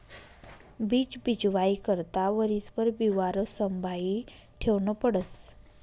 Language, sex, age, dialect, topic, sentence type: Marathi, female, 25-30, Northern Konkan, agriculture, statement